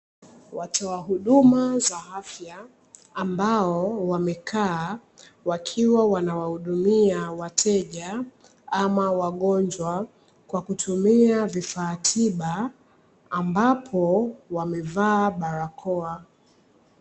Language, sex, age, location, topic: Swahili, female, 25-35, Dar es Salaam, health